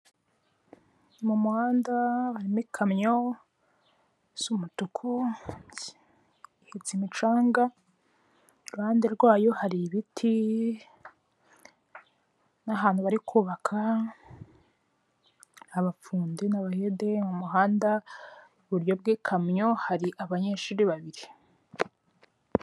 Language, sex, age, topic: Kinyarwanda, female, 18-24, government